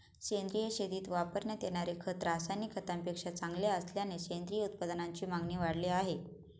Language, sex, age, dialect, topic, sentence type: Marathi, female, 25-30, Standard Marathi, agriculture, statement